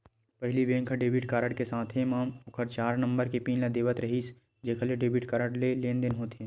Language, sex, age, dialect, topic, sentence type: Chhattisgarhi, male, 18-24, Western/Budati/Khatahi, banking, statement